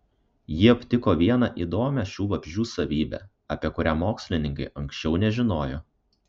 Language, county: Lithuanian, Kaunas